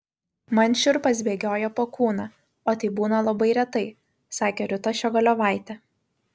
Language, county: Lithuanian, Vilnius